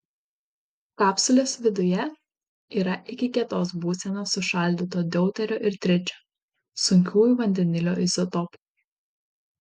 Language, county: Lithuanian, Panevėžys